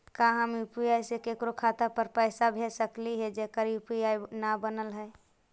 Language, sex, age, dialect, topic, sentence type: Magahi, male, 56-60, Central/Standard, banking, question